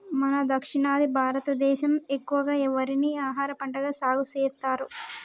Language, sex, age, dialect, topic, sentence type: Telugu, male, 18-24, Telangana, agriculture, statement